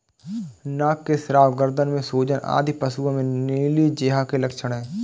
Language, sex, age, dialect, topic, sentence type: Hindi, male, 18-24, Awadhi Bundeli, agriculture, statement